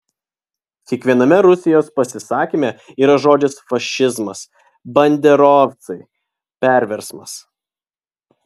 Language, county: Lithuanian, Vilnius